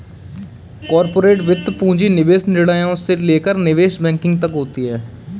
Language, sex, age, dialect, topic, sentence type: Hindi, male, 18-24, Kanauji Braj Bhasha, banking, statement